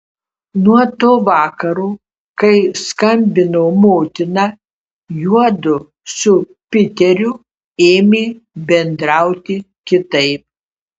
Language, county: Lithuanian, Kaunas